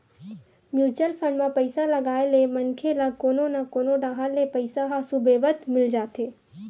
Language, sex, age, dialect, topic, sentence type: Chhattisgarhi, female, 18-24, Western/Budati/Khatahi, banking, statement